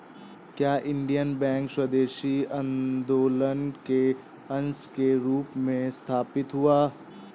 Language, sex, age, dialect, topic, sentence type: Hindi, male, 18-24, Awadhi Bundeli, banking, statement